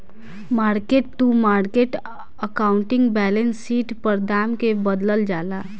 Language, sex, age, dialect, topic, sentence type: Bhojpuri, female, 18-24, Southern / Standard, banking, statement